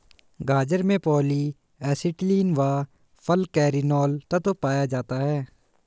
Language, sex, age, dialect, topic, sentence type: Hindi, male, 18-24, Hindustani Malvi Khadi Boli, agriculture, statement